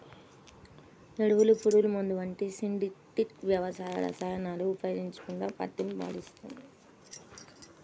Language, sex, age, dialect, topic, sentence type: Telugu, female, 18-24, Central/Coastal, agriculture, statement